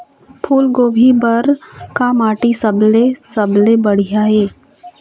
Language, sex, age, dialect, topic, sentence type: Chhattisgarhi, female, 51-55, Eastern, agriculture, question